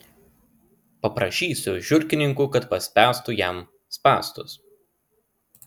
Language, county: Lithuanian, Klaipėda